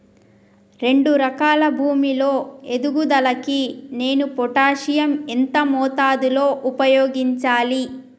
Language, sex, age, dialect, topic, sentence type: Telugu, female, 25-30, Telangana, agriculture, question